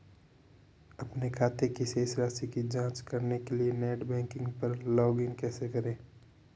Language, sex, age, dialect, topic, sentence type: Hindi, male, 46-50, Marwari Dhudhari, banking, question